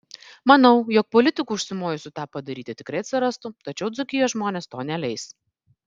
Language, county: Lithuanian, Vilnius